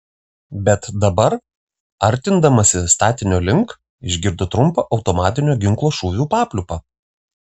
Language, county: Lithuanian, Vilnius